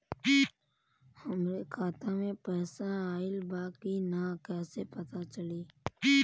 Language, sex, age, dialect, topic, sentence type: Bhojpuri, male, 18-24, Western, banking, question